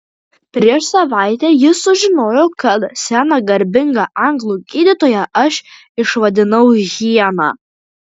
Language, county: Lithuanian, Kaunas